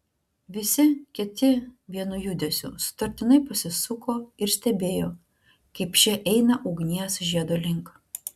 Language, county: Lithuanian, Klaipėda